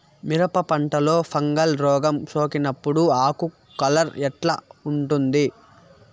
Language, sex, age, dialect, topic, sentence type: Telugu, male, 18-24, Southern, agriculture, question